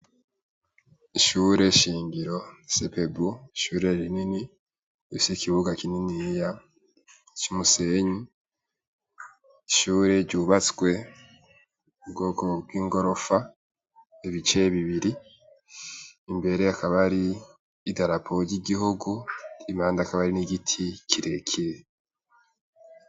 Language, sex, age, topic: Rundi, male, 18-24, education